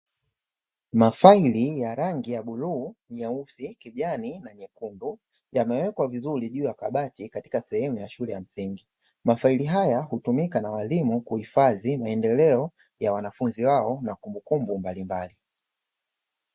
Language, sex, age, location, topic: Swahili, male, 25-35, Dar es Salaam, education